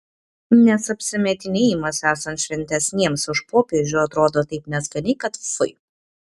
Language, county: Lithuanian, Kaunas